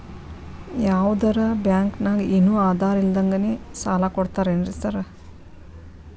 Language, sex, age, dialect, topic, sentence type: Kannada, female, 36-40, Dharwad Kannada, banking, question